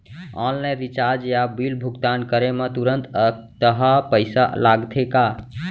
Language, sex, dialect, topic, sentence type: Chhattisgarhi, male, Central, banking, question